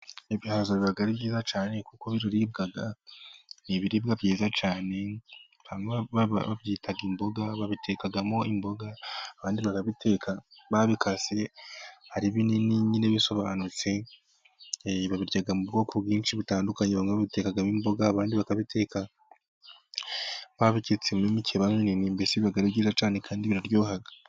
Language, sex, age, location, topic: Kinyarwanda, male, 25-35, Musanze, agriculture